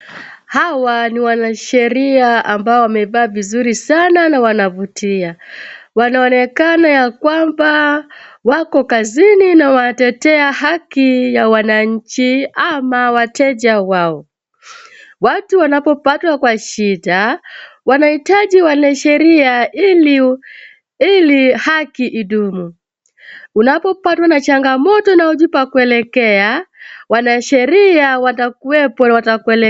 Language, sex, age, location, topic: Swahili, female, 36-49, Wajir, government